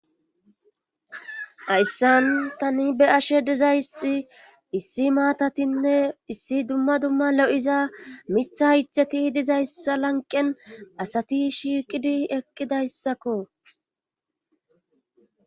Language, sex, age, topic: Gamo, female, 25-35, government